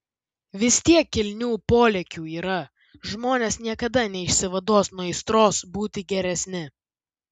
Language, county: Lithuanian, Vilnius